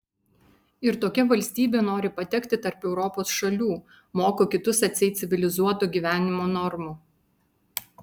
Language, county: Lithuanian, Vilnius